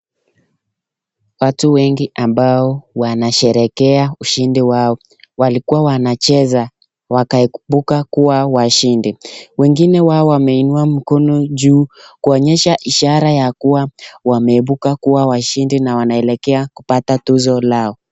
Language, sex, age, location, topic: Swahili, male, 25-35, Nakuru, government